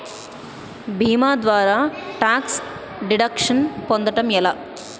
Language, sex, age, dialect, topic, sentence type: Telugu, female, 25-30, Utterandhra, banking, question